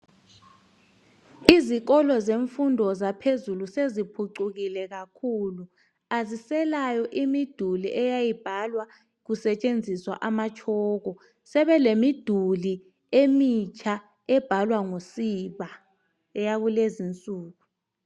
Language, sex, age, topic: North Ndebele, male, 36-49, education